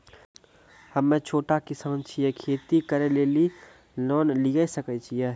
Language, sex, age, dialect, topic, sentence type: Maithili, male, 18-24, Angika, banking, question